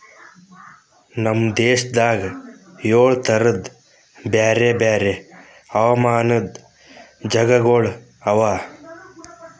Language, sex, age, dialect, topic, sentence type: Kannada, male, 18-24, Northeastern, agriculture, statement